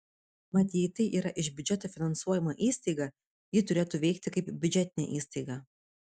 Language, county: Lithuanian, Vilnius